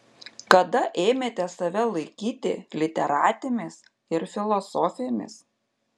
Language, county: Lithuanian, Panevėžys